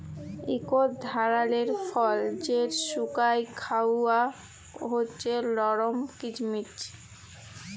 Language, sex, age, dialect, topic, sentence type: Bengali, female, 18-24, Jharkhandi, agriculture, statement